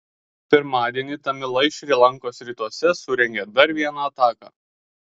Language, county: Lithuanian, Kaunas